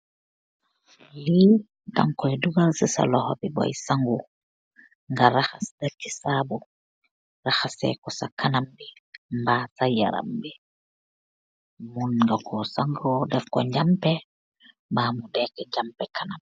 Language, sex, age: Wolof, female, 36-49